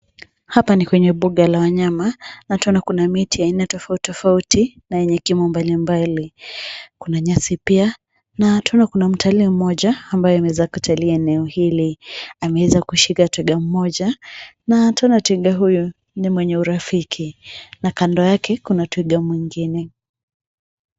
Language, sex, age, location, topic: Swahili, female, 25-35, Nairobi, government